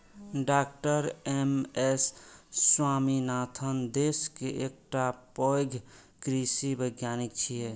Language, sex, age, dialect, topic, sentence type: Maithili, male, 25-30, Eastern / Thethi, agriculture, statement